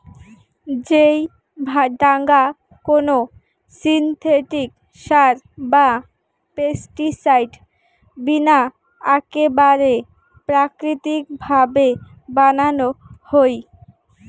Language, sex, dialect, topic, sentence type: Bengali, female, Rajbangshi, agriculture, statement